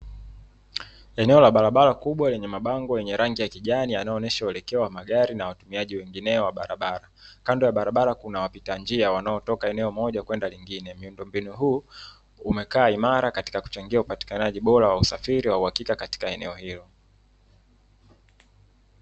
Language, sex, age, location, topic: Swahili, male, 18-24, Dar es Salaam, government